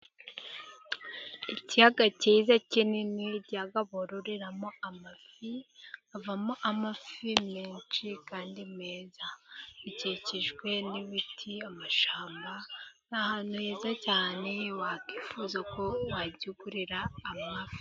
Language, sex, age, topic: Kinyarwanda, female, 18-24, agriculture